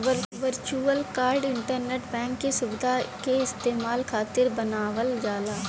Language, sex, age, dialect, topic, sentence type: Bhojpuri, female, 18-24, Northern, banking, statement